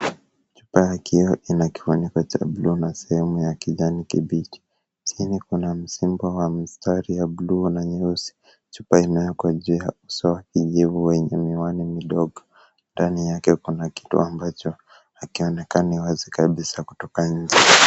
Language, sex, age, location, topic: Swahili, male, 18-24, Kisumu, health